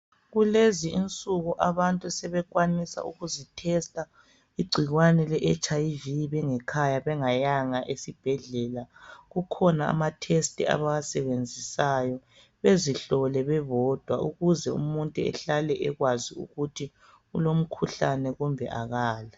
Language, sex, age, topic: North Ndebele, female, 25-35, health